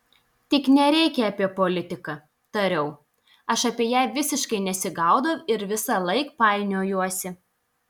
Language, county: Lithuanian, Telšiai